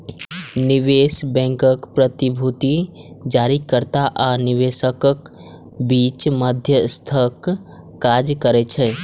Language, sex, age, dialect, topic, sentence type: Maithili, male, 18-24, Eastern / Thethi, banking, statement